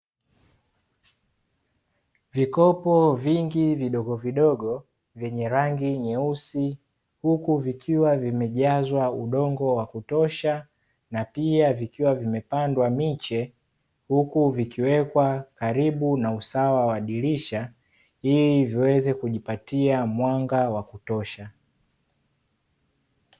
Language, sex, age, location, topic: Swahili, male, 18-24, Dar es Salaam, agriculture